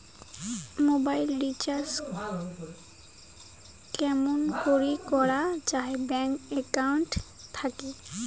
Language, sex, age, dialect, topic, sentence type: Bengali, female, 18-24, Rajbangshi, banking, question